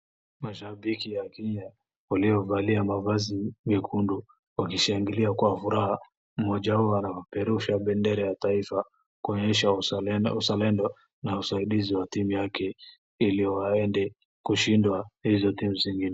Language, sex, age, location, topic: Swahili, male, 25-35, Wajir, government